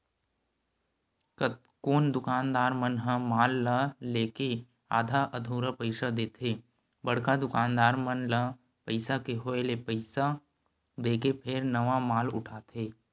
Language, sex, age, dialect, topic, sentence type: Chhattisgarhi, male, 18-24, Western/Budati/Khatahi, banking, statement